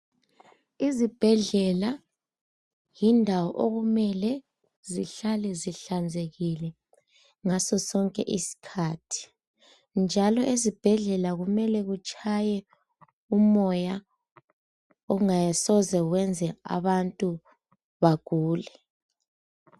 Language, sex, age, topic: North Ndebele, female, 18-24, health